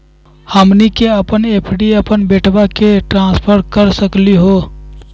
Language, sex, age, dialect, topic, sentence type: Magahi, male, 41-45, Southern, banking, question